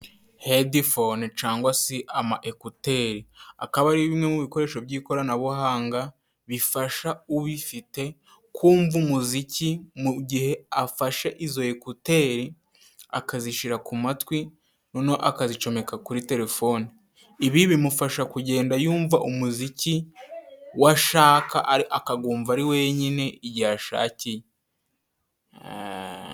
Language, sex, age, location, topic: Kinyarwanda, male, 18-24, Musanze, finance